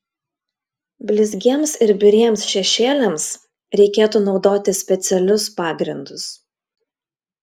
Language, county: Lithuanian, Klaipėda